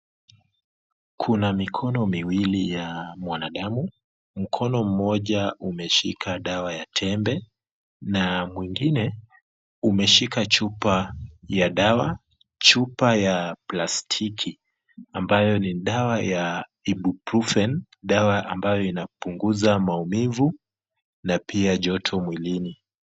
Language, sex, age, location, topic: Swahili, male, 25-35, Kisumu, health